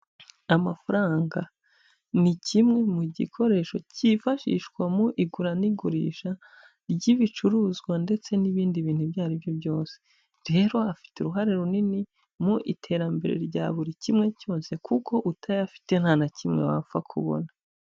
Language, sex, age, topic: Kinyarwanda, male, 25-35, finance